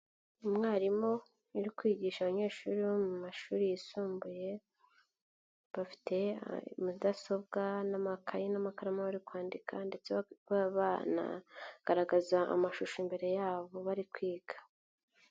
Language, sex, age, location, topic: Kinyarwanda, male, 25-35, Nyagatare, education